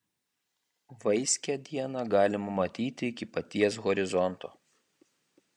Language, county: Lithuanian, Kaunas